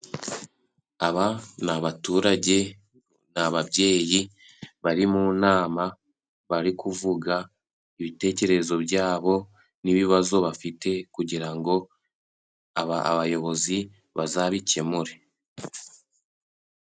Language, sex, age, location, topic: Kinyarwanda, male, 18-24, Musanze, government